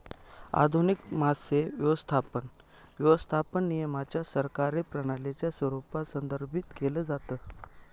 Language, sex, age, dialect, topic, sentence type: Marathi, male, 25-30, Northern Konkan, agriculture, statement